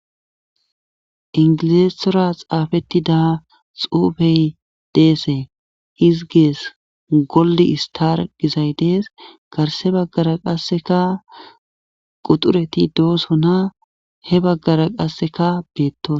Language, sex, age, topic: Gamo, male, 18-24, government